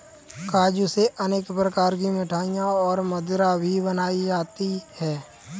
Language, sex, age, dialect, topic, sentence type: Hindi, male, 18-24, Kanauji Braj Bhasha, agriculture, statement